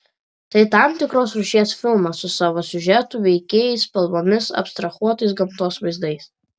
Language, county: Lithuanian, Vilnius